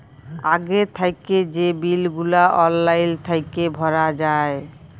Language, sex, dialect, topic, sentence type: Bengali, female, Jharkhandi, banking, statement